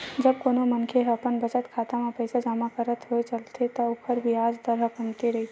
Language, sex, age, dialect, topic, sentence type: Chhattisgarhi, female, 18-24, Western/Budati/Khatahi, banking, statement